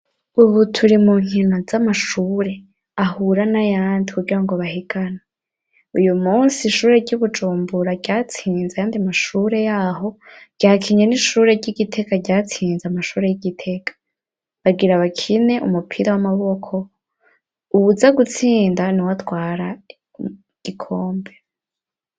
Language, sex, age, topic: Rundi, male, 18-24, education